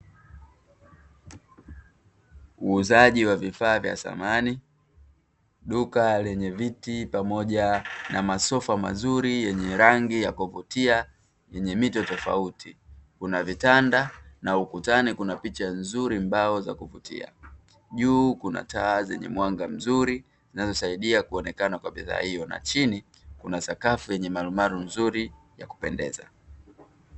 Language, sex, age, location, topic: Swahili, male, 36-49, Dar es Salaam, finance